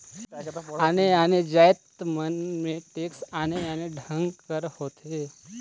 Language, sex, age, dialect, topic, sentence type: Chhattisgarhi, male, 18-24, Northern/Bhandar, banking, statement